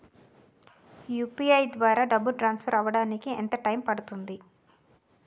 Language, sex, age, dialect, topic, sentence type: Telugu, female, 36-40, Utterandhra, banking, question